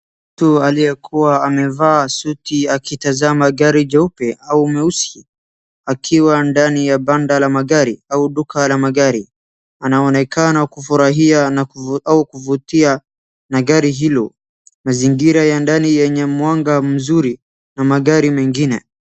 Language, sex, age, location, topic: Swahili, male, 18-24, Wajir, finance